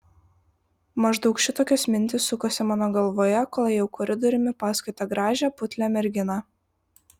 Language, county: Lithuanian, Vilnius